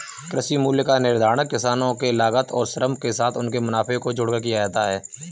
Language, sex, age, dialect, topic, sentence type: Hindi, male, 18-24, Kanauji Braj Bhasha, agriculture, statement